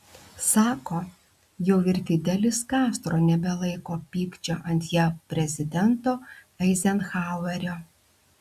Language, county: Lithuanian, Klaipėda